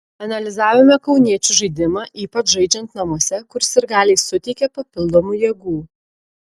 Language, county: Lithuanian, Klaipėda